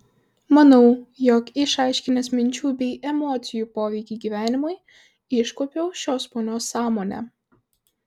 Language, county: Lithuanian, Vilnius